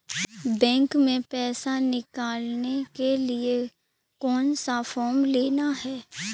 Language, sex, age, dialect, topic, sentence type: Hindi, female, 18-24, Kanauji Braj Bhasha, banking, question